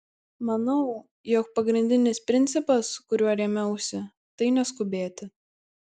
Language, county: Lithuanian, Kaunas